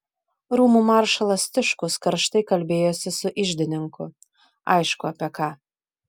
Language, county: Lithuanian, Vilnius